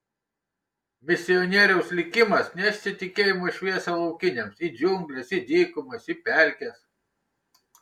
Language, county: Lithuanian, Kaunas